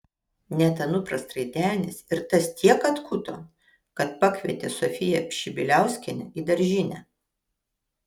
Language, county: Lithuanian, Kaunas